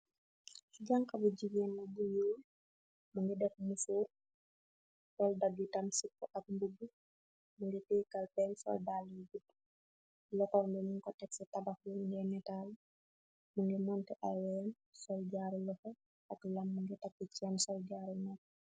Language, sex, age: Wolof, female, 18-24